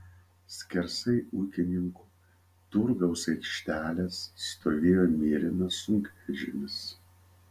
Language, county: Lithuanian, Vilnius